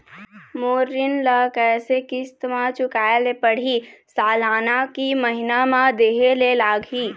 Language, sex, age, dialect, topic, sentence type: Chhattisgarhi, female, 25-30, Eastern, banking, question